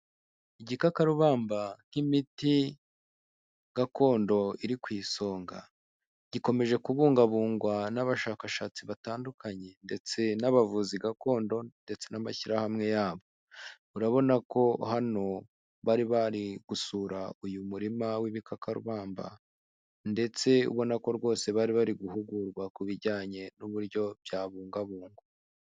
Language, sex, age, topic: Kinyarwanda, male, 25-35, health